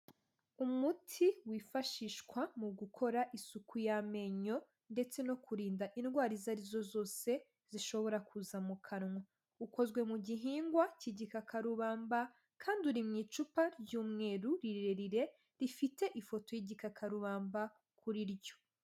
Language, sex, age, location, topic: Kinyarwanda, female, 18-24, Huye, health